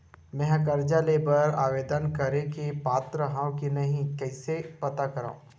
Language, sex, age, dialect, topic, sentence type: Chhattisgarhi, male, 18-24, Western/Budati/Khatahi, banking, statement